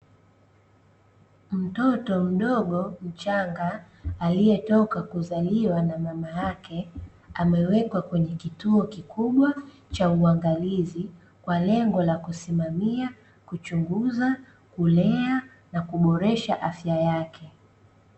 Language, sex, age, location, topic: Swahili, female, 25-35, Dar es Salaam, health